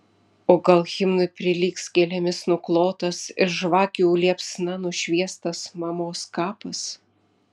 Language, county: Lithuanian, Vilnius